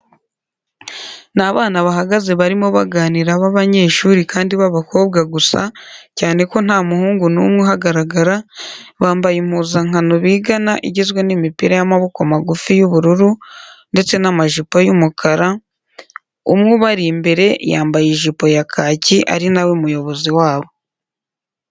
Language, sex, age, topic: Kinyarwanda, female, 18-24, education